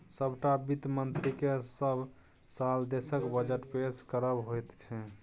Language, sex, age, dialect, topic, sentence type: Maithili, male, 31-35, Bajjika, banking, statement